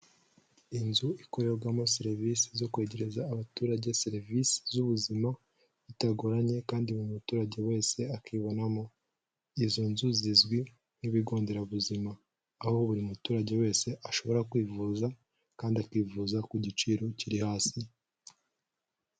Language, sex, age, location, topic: Kinyarwanda, male, 18-24, Kigali, health